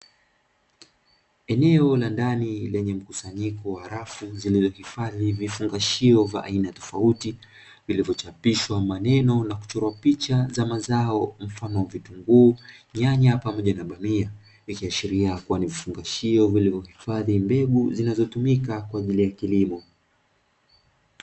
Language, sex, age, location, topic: Swahili, male, 25-35, Dar es Salaam, agriculture